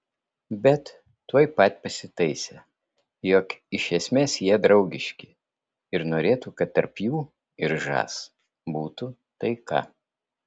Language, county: Lithuanian, Vilnius